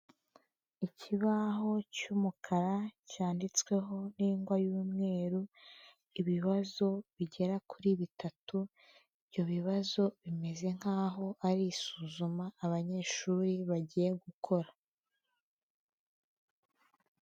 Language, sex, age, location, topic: Kinyarwanda, female, 18-24, Huye, education